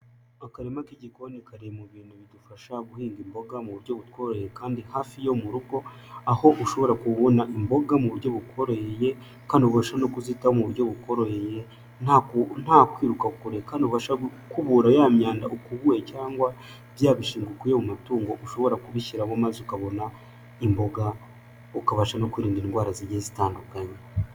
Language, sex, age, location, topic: Kinyarwanda, male, 18-24, Huye, agriculture